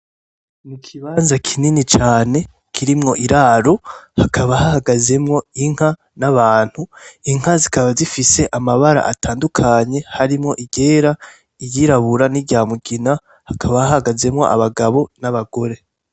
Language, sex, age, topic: Rundi, male, 18-24, agriculture